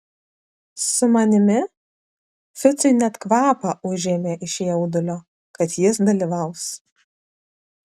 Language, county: Lithuanian, Vilnius